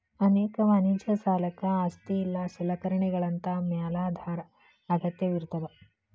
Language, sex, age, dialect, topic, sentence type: Kannada, female, 31-35, Dharwad Kannada, banking, statement